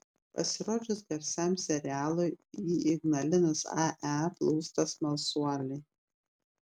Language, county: Lithuanian, Klaipėda